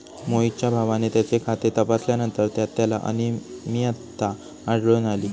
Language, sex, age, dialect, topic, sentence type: Marathi, male, 18-24, Standard Marathi, banking, statement